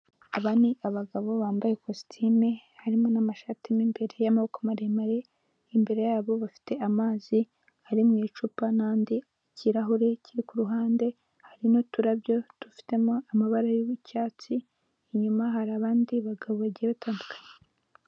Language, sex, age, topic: Kinyarwanda, female, 18-24, government